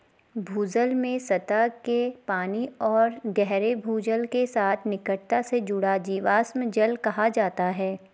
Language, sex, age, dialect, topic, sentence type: Hindi, female, 25-30, Garhwali, agriculture, statement